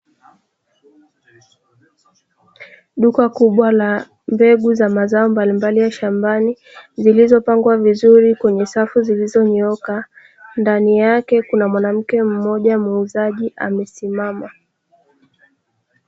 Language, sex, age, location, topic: Swahili, female, 18-24, Dar es Salaam, agriculture